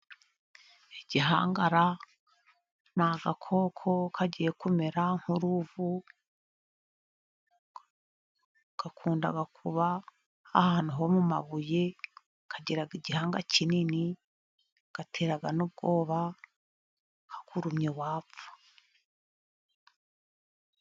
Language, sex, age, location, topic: Kinyarwanda, female, 50+, Musanze, agriculture